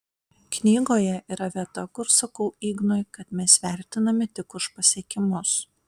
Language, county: Lithuanian, Panevėžys